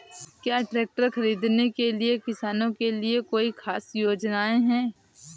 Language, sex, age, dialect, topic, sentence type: Hindi, female, 18-24, Marwari Dhudhari, agriculture, statement